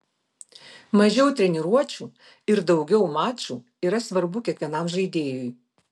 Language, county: Lithuanian, Vilnius